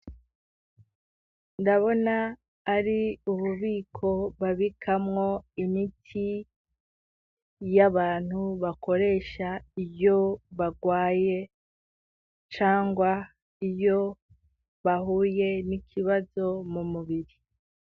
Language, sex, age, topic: Rundi, female, 18-24, education